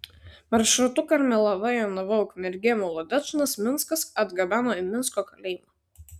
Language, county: Lithuanian, Šiauliai